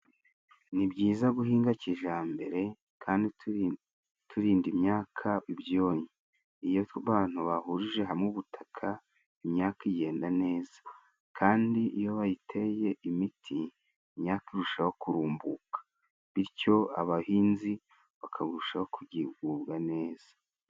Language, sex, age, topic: Kinyarwanda, male, 36-49, agriculture